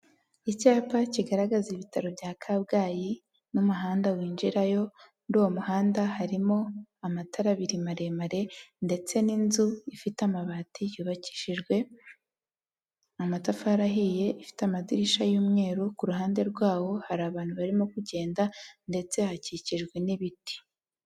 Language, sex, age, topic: Kinyarwanda, female, 18-24, health